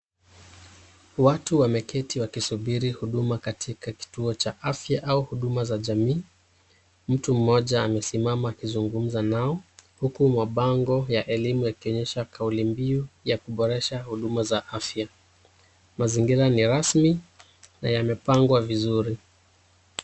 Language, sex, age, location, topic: Swahili, male, 36-49, Kisumu, government